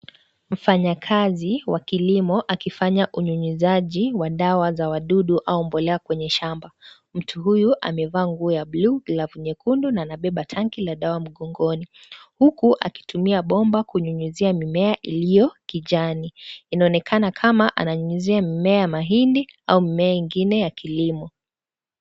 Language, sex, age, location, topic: Swahili, female, 18-24, Kisii, health